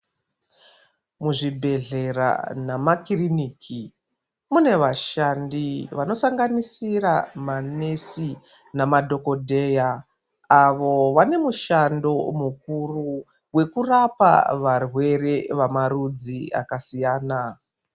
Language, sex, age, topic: Ndau, female, 36-49, health